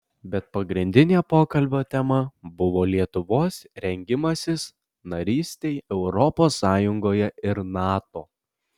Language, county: Lithuanian, Alytus